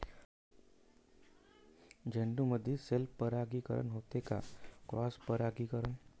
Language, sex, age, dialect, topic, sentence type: Marathi, male, 31-35, Varhadi, agriculture, question